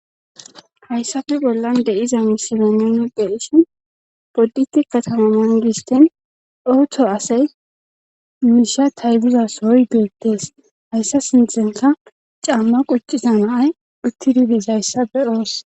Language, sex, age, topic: Gamo, female, 18-24, government